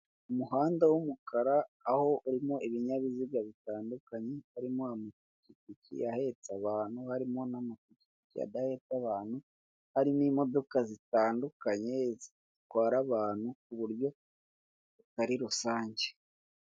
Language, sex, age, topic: Kinyarwanda, male, 18-24, government